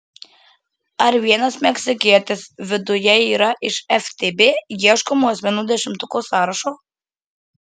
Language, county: Lithuanian, Marijampolė